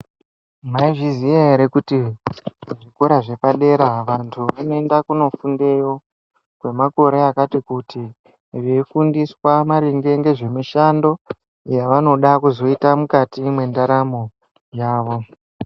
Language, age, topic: Ndau, 18-24, education